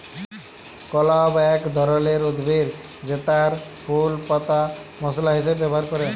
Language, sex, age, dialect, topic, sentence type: Bengali, male, 18-24, Jharkhandi, agriculture, statement